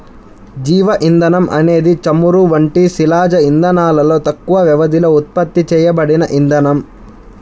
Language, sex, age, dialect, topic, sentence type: Telugu, male, 25-30, Central/Coastal, agriculture, statement